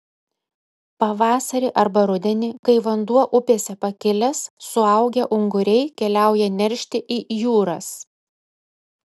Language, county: Lithuanian, Kaunas